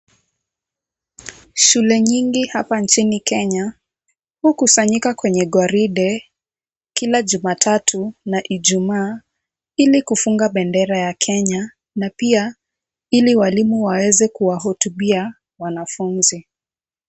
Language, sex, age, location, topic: Swahili, female, 18-24, Kisumu, education